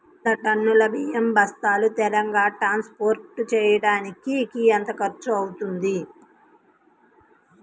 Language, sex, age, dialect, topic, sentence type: Telugu, female, 31-35, Central/Coastal, agriculture, question